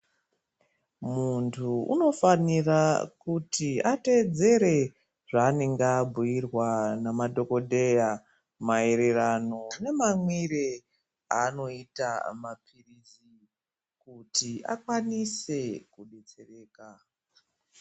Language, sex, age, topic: Ndau, female, 36-49, health